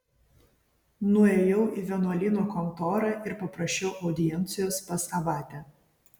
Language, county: Lithuanian, Vilnius